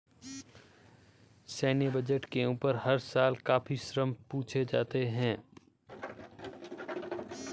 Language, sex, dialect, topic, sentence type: Hindi, male, Marwari Dhudhari, banking, statement